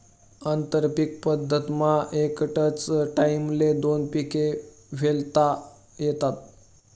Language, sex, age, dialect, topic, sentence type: Marathi, male, 31-35, Northern Konkan, agriculture, statement